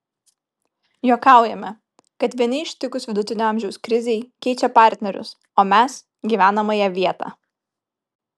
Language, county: Lithuanian, Kaunas